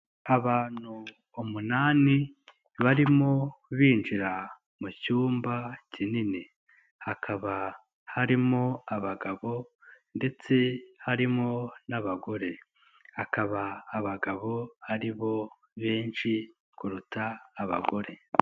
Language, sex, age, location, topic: Kinyarwanda, male, 18-24, Nyagatare, education